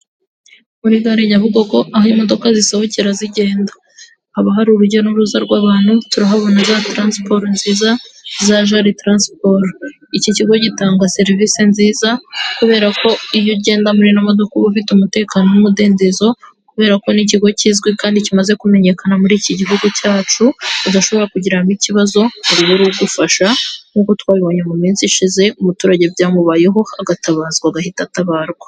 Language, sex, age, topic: Kinyarwanda, female, 18-24, government